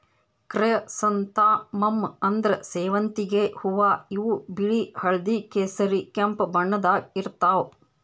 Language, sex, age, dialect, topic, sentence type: Kannada, female, 25-30, Northeastern, agriculture, statement